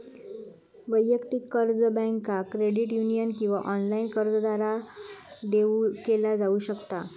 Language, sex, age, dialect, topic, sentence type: Marathi, female, 25-30, Southern Konkan, banking, statement